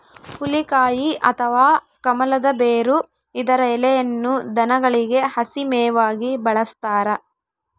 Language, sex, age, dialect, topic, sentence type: Kannada, female, 25-30, Central, agriculture, statement